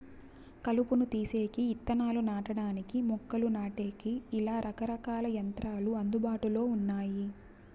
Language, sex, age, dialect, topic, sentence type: Telugu, female, 18-24, Southern, agriculture, statement